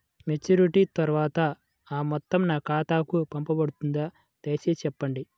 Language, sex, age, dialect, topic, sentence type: Telugu, male, 18-24, Central/Coastal, banking, question